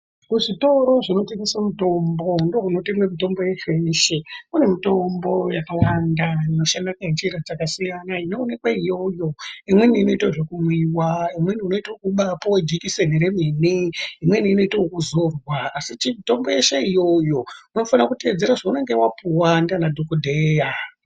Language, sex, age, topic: Ndau, female, 36-49, health